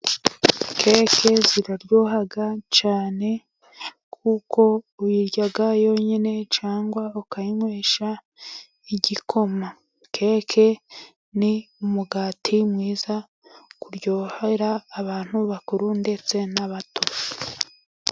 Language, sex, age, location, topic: Kinyarwanda, female, 25-35, Musanze, finance